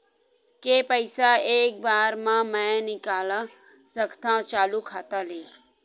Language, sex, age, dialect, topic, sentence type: Chhattisgarhi, female, 51-55, Western/Budati/Khatahi, banking, question